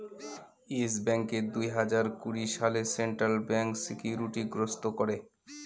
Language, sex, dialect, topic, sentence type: Bengali, male, Northern/Varendri, banking, statement